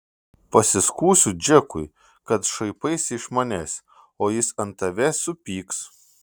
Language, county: Lithuanian, Šiauliai